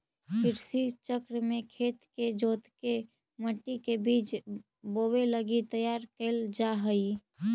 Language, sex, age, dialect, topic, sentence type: Magahi, female, 18-24, Central/Standard, banking, statement